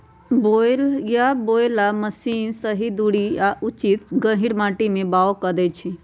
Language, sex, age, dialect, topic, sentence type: Magahi, female, 46-50, Western, agriculture, statement